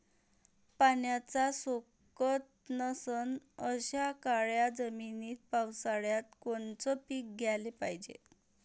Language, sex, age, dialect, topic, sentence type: Marathi, female, 31-35, Varhadi, agriculture, question